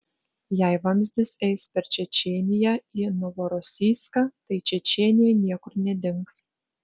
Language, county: Lithuanian, Vilnius